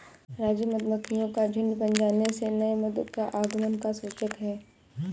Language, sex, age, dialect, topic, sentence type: Hindi, female, 18-24, Kanauji Braj Bhasha, agriculture, statement